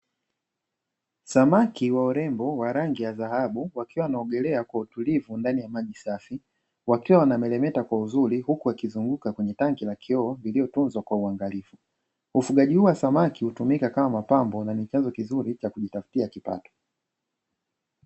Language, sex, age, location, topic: Swahili, male, 25-35, Dar es Salaam, agriculture